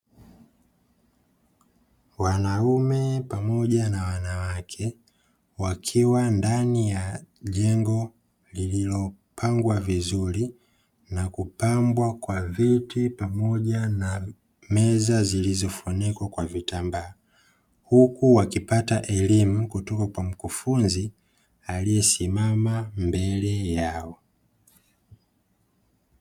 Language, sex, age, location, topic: Swahili, female, 18-24, Dar es Salaam, education